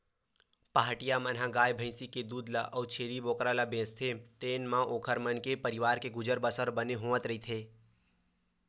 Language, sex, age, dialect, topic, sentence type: Chhattisgarhi, male, 18-24, Western/Budati/Khatahi, agriculture, statement